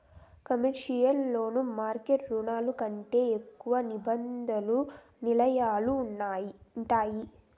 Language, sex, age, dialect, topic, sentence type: Telugu, female, 18-24, Southern, banking, statement